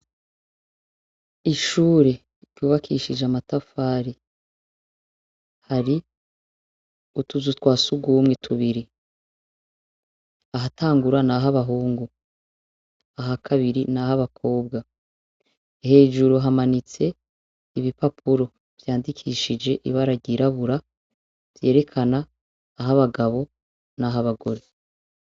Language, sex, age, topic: Rundi, female, 36-49, education